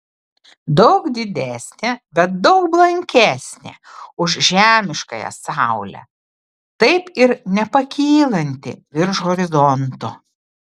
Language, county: Lithuanian, Klaipėda